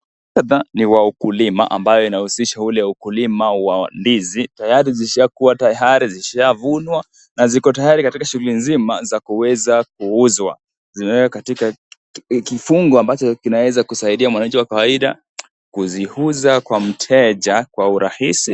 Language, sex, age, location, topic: Swahili, male, 18-24, Kisii, agriculture